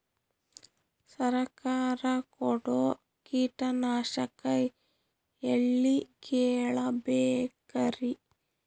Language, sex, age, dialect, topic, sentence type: Kannada, female, 31-35, Northeastern, agriculture, question